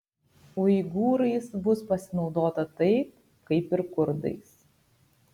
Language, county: Lithuanian, Kaunas